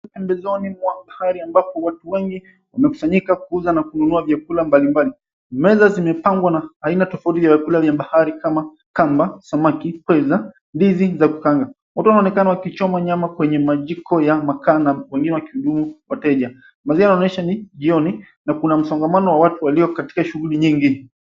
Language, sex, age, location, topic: Swahili, male, 25-35, Mombasa, agriculture